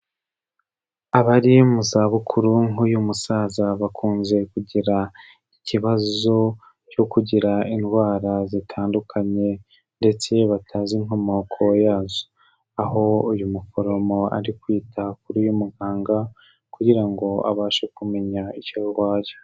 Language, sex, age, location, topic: Kinyarwanda, male, 18-24, Kigali, health